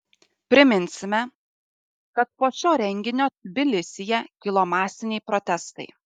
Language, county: Lithuanian, Šiauliai